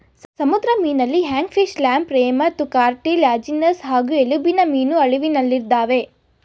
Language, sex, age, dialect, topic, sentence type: Kannada, female, 18-24, Mysore Kannada, agriculture, statement